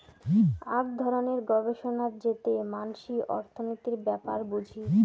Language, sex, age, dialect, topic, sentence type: Bengali, female, 18-24, Rajbangshi, banking, statement